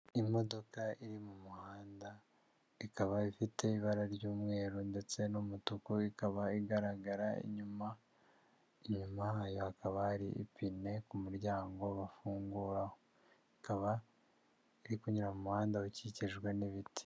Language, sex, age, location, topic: Kinyarwanda, male, 36-49, Huye, health